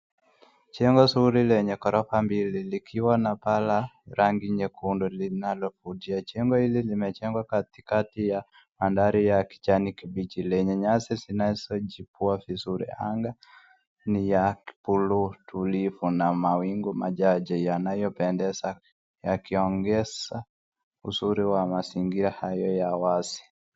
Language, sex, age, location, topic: Swahili, female, 18-24, Nakuru, education